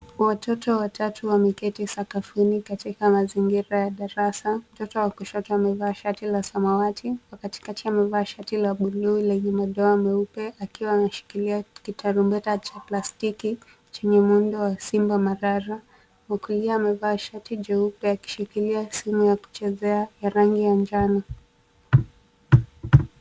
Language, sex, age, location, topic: Swahili, female, 18-24, Nairobi, education